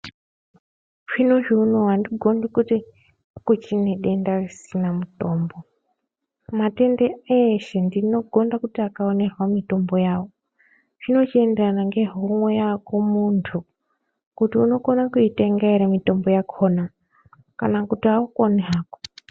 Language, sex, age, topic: Ndau, female, 25-35, health